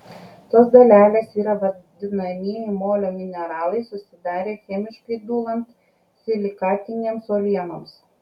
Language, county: Lithuanian, Kaunas